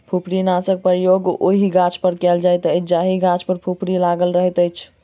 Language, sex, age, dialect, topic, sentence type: Maithili, male, 51-55, Southern/Standard, agriculture, statement